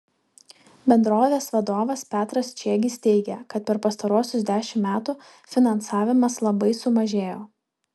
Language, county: Lithuanian, Vilnius